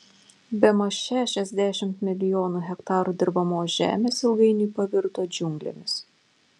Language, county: Lithuanian, Panevėžys